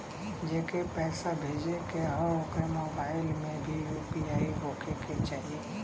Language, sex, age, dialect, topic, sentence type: Bhojpuri, male, 31-35, Western, banking, question